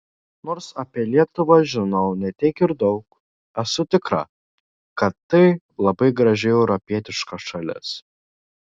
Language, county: Lithuanian, Šiauliai